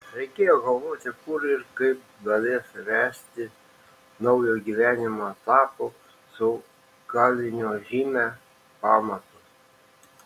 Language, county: Lithuanian, Šiauliai